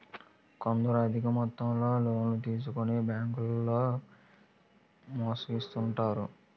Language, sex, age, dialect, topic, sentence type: Telugu, male, 18-24, Utterandhra, banking, statement